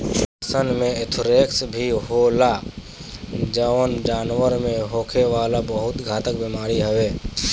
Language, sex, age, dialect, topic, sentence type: Bhojpuri, male, 18-24, Southern / Standard, agriculture, statement